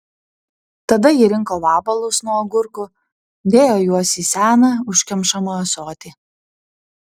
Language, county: Lithuanian, Panevėžys